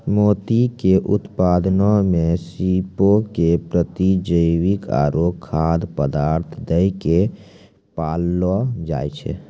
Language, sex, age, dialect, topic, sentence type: Maithili, male, 18-24, Angika, agriculture, statement